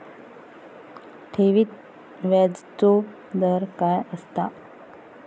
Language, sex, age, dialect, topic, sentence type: Marathi, female, 25-30, Southern Konkan, banking, question